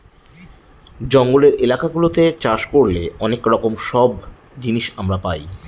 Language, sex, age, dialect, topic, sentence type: Bengali, male, 31-35, Northern/Varendri, agriculture, statement